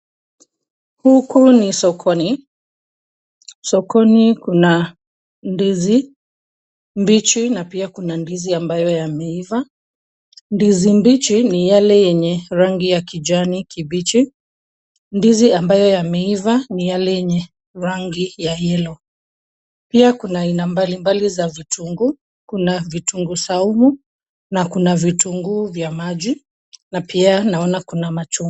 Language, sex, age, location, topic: Swahili, female, 25-35, Kisumu, agriculture